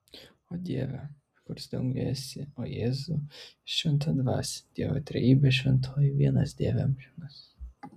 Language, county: Lithuanian, Vilnius